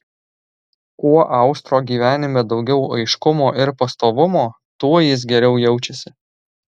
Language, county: Lithuanian, Alytus